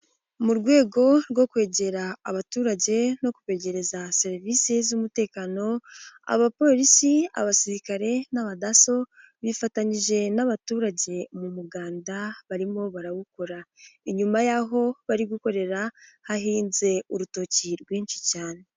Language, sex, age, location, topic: Kinyarwanda, female, 18-24, Nyagatare, government